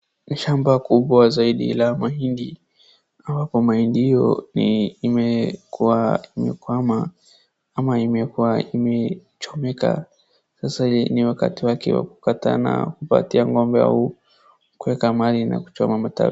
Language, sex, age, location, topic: Swahili, female, 18-24, Wajir, agriculture